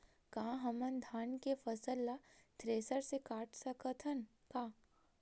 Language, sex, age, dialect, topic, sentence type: Chhattisgarhi, female, 18-24, Western/Budati/Khatahi, agriculture, question